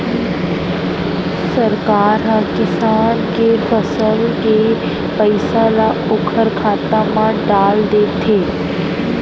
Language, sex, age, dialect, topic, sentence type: Chhattisgarhi, female, 60-100, Central, banking, statement